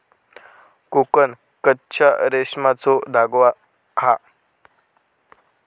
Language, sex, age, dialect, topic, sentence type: Marathi, male, 18-24, Southern Konkan, agriculture, statement